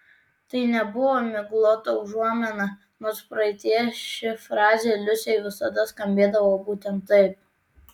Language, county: Lithuanian, Tauragė